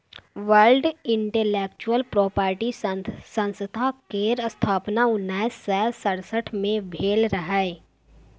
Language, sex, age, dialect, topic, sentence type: Maithili, female, 18-24, Bajjika, banking, statement